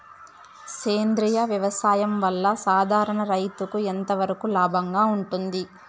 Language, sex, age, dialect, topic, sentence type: Telugu, female, 18-24, Southern, agriculture, question